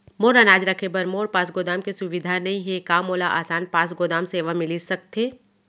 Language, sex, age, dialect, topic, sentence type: Chhattisgarhi, female, 25-30, Central, agriculture, question